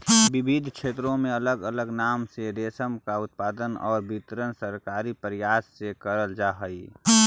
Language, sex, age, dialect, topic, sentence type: Magahi, male, 41-45, Central/Standard, agriculture, statement